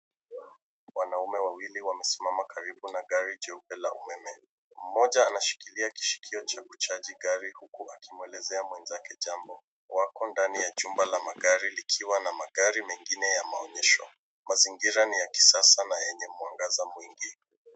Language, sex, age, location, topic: Swahili, female, 25-35, Nairobi, education